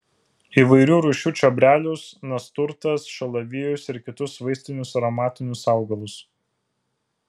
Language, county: Lithuanian, Vilnius